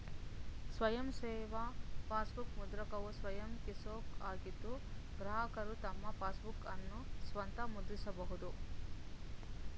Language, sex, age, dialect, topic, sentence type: Kannada, female, 18-24, Mysore Kannada, banking, statement